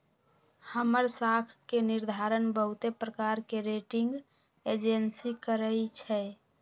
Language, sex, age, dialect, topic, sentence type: Magahi, female, 41-45, Western, banking, statement